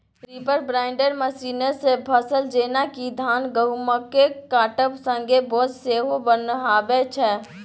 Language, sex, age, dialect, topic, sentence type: Maithili, female, 18-24, Bajjika, agriculture, statement